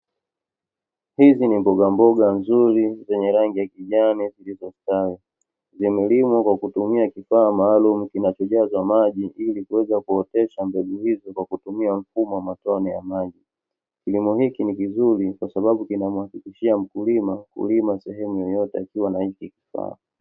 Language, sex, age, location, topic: Swahili, male, 36-49, Dar es Salaam, agriculture